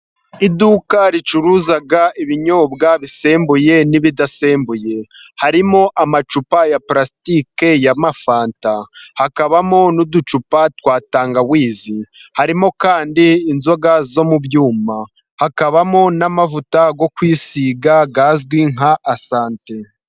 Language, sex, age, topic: Kinyarwanda, male, 25-35, finance